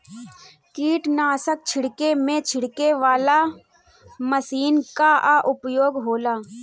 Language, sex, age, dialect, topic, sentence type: Bhojpuri, female, 31-35, Northern, agriculture, statement